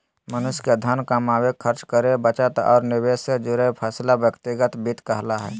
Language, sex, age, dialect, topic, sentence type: Magahi, male, 18-24, Southern, banking, statement